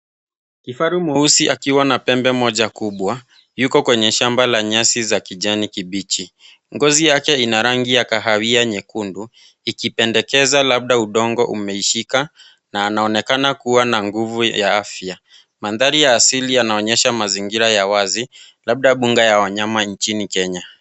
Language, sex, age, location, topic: Swahili, male, 25-35, Nairobi, government